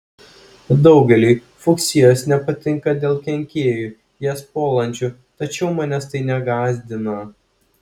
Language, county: Lithuanian, Klaipėda